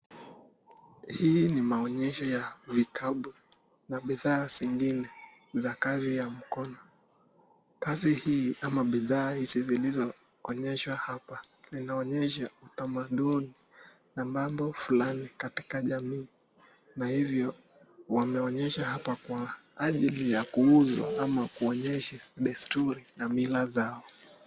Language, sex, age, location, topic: Swahili, male, 25-35, Nakuru, finance